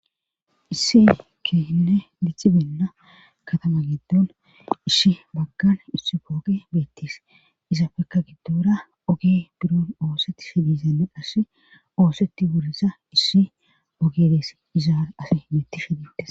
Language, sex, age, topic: Gamo, female, 36-49, government